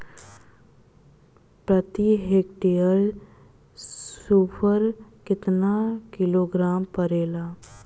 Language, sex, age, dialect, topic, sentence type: Bhojpuri, female, 25-30, Southern / Standard, agriculture, question